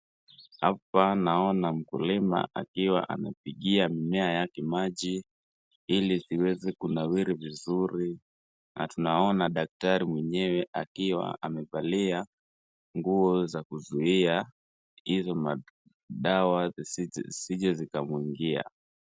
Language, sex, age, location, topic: Swahili, female, 36-49, Wajir, health